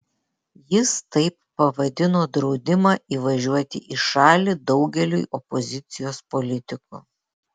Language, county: Lithuanian, Vilnius